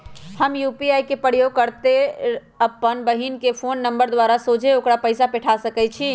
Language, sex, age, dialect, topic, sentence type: Magahi, male, 18-24, Western, banking, statement